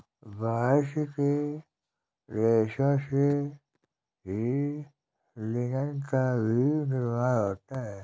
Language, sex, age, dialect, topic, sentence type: Hindi, male, 60-100, Kanauji Braj Bhasha, agriculture, statement